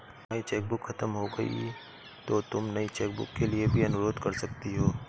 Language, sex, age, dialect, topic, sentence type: Hindi, male, 56-60, Awadhi Bundeli, banking, statement